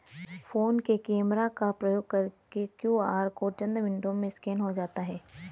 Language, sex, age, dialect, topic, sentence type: Hindi, female, 31-35, Hindustani Malvi Khadi Boli, banking, statement